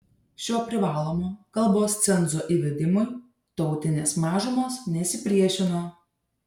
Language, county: Lithuanian, Šiauliai